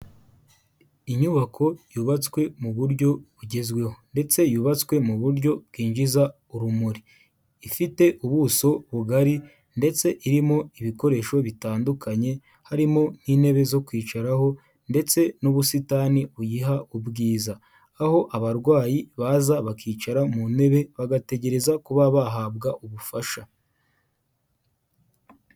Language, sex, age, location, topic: Kinyarwanda, male, 18-24, Kigali, health